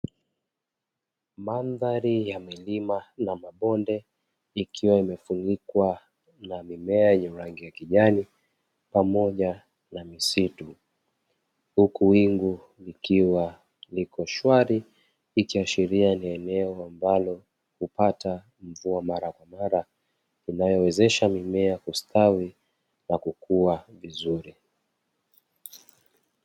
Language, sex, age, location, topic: Swahili, male, 25-35, Dar es Salaam, agriculture